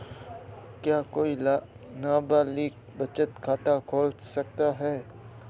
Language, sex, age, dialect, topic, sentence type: Hindi, male, 18-24, Marwari Dhudhari, banking, question